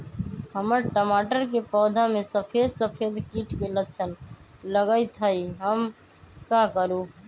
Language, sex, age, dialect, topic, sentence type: Magahi, female, 25-30, Western, agriculture, question